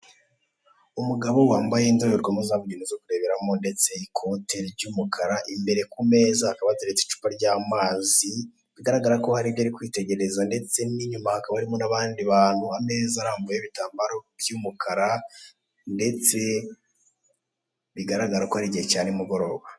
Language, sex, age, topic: Kinyarwanda, male, 18-24, government